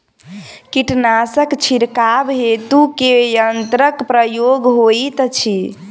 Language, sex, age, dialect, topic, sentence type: Maithili, female, 18-24, Southern/Standard, agriculture, question